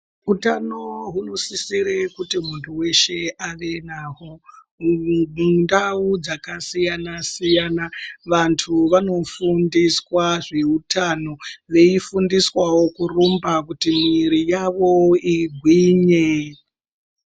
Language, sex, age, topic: Ndau, female, 25-35, health